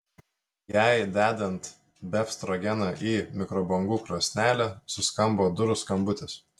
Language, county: Lithuanian, Telšiai